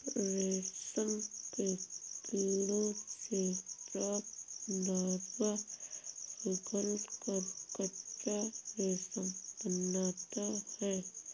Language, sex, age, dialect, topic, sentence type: Hindi, female, 36-40, Awadhi Bundeli, agriculture, statement